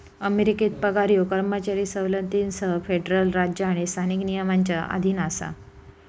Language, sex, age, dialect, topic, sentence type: Marathi, female, 25-30, Southern Konkan, banking, statement